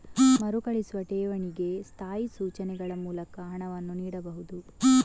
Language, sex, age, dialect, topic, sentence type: Kannada, female, 46-50, Coastal/Dakshin, banking, statement